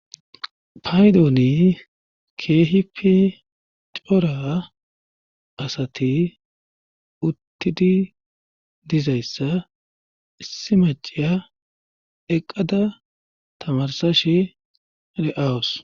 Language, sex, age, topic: Gamo, male, 36-49, government